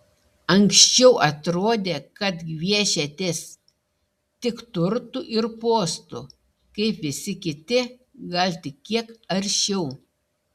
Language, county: Lithuanian, Šiauliai